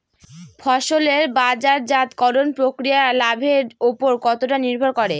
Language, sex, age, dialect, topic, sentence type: Bengali, female, <18, Northern/Varendri, agriculture, question